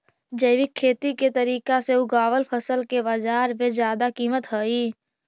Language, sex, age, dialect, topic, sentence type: Magahi, female, 25-30, Central/Standard, agriculture, statement